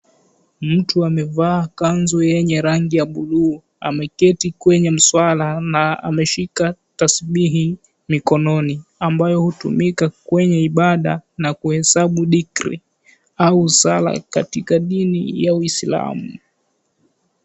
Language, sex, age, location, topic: Swahili, male, 18-24, Mombasa, government